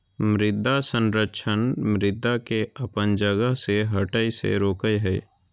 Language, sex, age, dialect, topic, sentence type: Magahi, male, 18-24, Southern, agriculture, statement